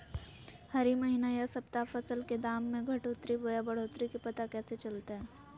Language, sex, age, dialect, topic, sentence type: Magahi, female, 18-24, Southern, agriculture, question